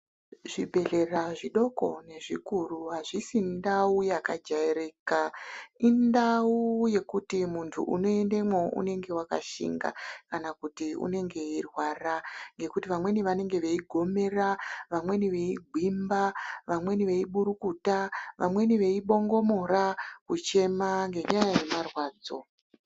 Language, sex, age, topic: Ndau, female, 36-49, health